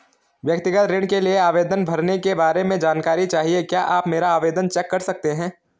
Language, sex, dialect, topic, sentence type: Hindi, male, Garhwali, banking, question